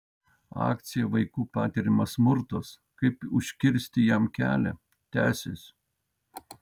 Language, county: Lithuanian, Vilnius